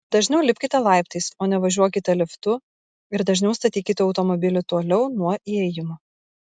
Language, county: Lithuanian, Kaunas